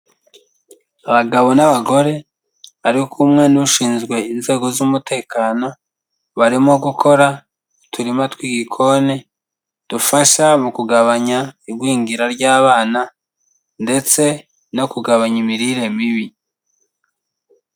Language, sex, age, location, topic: Kinyarwanda, male, 25-35, Kigali, health